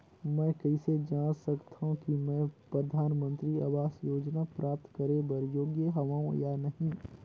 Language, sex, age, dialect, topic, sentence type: Chhattisgarhi, male, 18-24, Northern/Bhandar, banking, question